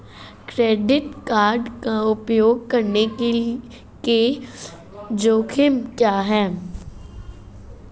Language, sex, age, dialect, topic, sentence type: Hindi, female, 31-35, Marwari Dhudhari, banking, question